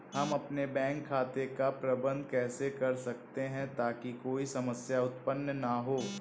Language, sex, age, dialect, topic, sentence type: Hindi, male, 18-24, Awadhi Bundeli, banking, question